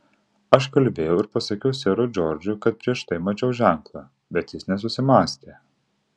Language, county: Lithuanian, Utena